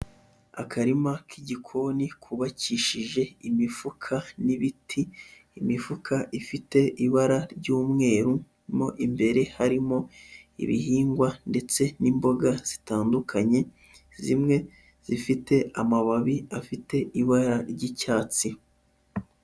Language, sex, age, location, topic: Kinyarwanda, male, 25-35, Huye, agriculture